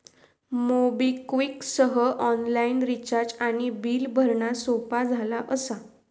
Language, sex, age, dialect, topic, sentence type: Marathi, female, 51-55, Southern Konkan, banking, statement